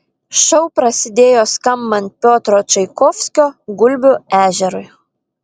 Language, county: Lithuanian, Vilnius